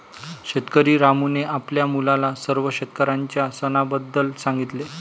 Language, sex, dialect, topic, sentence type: Marathi, male, Varhadi, agriculture, statement